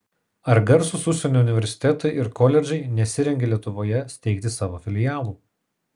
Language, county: Lithuanian, Kaunas